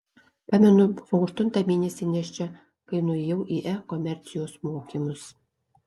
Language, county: Lithuanian, Alytus